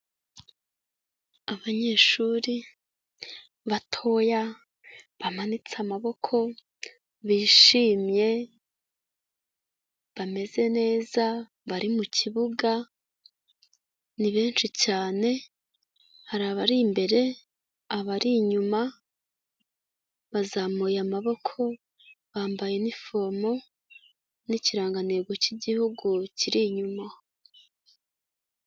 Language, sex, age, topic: Kinyarwanda, female, 25-35, health